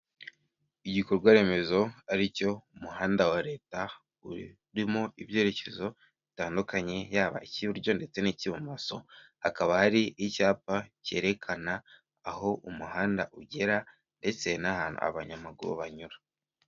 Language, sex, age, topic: Kinyarwanda, male, 18-24, government